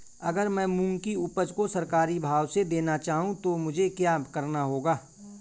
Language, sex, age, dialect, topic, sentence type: Hindi, male, 18-24, Marwari Dhudhari, agriculture, question